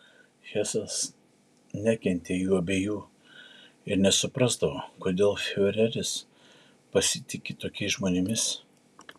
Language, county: Lithuanian, Šiauliai